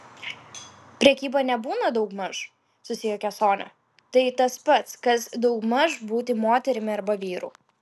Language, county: Lithuanian, Klaipėda